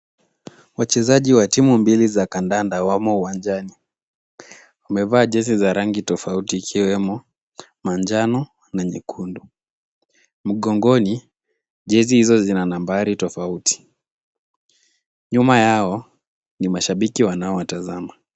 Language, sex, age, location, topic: Swahili, male, 18-24, Kisumu, government